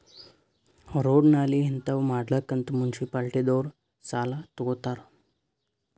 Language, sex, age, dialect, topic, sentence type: Kannada, male, 18-24, Northeastern, banking, statement